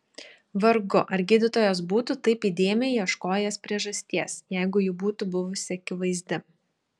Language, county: Lithuanian, Šiauliai